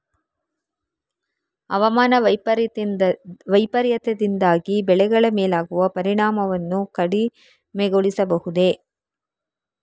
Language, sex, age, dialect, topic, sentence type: Kannada, female, 36-40, Coastal/Dakshin, agriculture, question